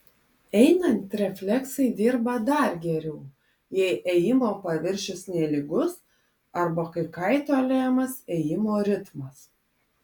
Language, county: Lithuanian, Panevėžys